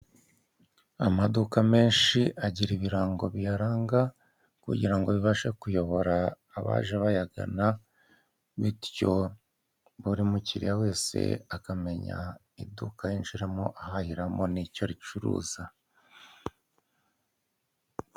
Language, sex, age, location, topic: Kinyarwanda, male, 50+, Kigali, finance